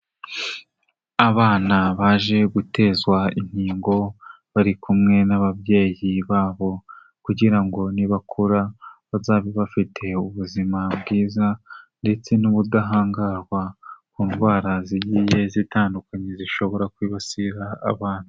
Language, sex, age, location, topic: Kinyarwanda, male, 18-24, Kigali, health